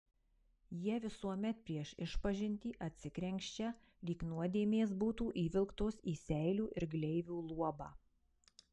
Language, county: Lithuanian, Marijampolė